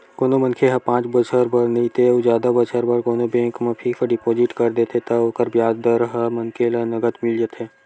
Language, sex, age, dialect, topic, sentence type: Chhattisgarhi, male, 18-24, Western/Budati/Khatahi, banking, statement